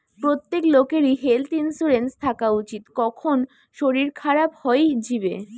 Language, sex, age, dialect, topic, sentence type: Bengali, female, 18-24, Western, banking, statement